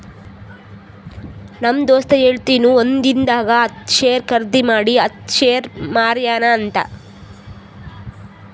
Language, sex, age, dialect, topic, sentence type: Kannada, female, 18-24, Northeastern, banking, statement